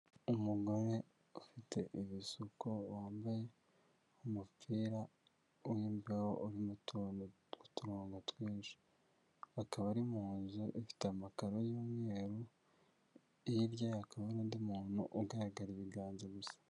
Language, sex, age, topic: Kinyarwanda, male, 25-35, finance